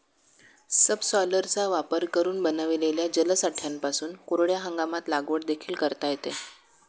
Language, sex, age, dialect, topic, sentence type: Marathi, female, 56-60, Standard Marathi, agriculture, statement